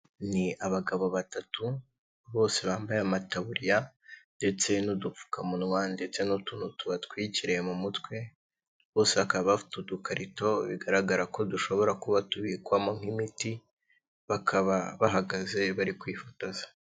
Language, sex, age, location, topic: Kinyarwanda, male, 18-24, Kigali, health